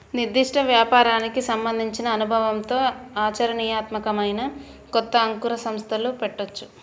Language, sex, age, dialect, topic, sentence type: Telugu, female, 25-30, Central/Coastal, banking, statement